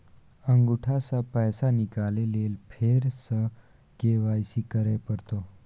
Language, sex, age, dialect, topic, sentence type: Maithili, male, 18-24, Bajjika, banking, question